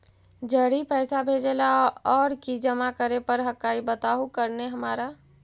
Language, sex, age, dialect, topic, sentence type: Magahi, female, 56-60, Central/Standard, banking, question